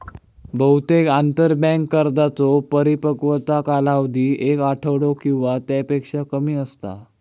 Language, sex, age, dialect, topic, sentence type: Marathi, male, 18-24, Southern Konkan, banking, statement